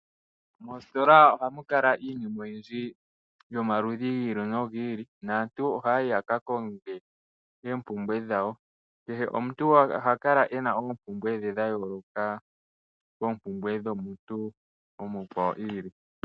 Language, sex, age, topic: Oshiwambo, male, 18-24, finance